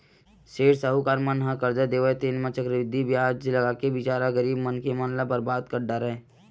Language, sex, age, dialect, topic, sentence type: Chhattisgarhi, male, 60-100, Western/Budati/Khatahi, banking, statement